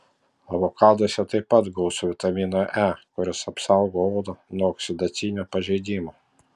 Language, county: Lithuanian, Panevėžys